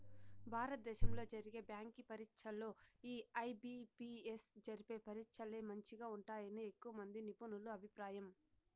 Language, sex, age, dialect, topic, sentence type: Telugu, female, 60-100, Southern, banking, statement